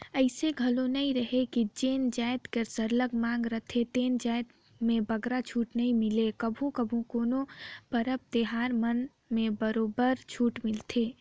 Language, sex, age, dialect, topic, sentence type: Chhattisgarhi, female, 18-24, Northern/Bhandar, banking, statement